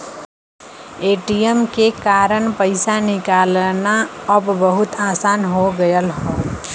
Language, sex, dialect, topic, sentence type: Bhojpuri, female, Western, banking, statement